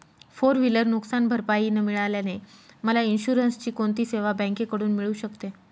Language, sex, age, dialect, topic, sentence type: Marathi, female, 25-30, Northern Konkan, banking, question